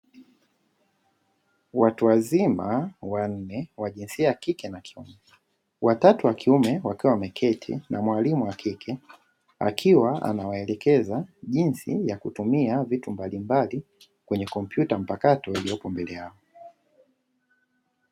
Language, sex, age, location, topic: Swahili, male, 25-35, Dar es Salaam, education